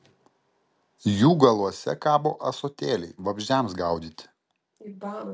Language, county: Lithuanian, Kaunas